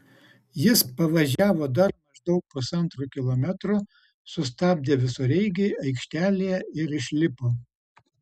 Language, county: Lithuanian, Utena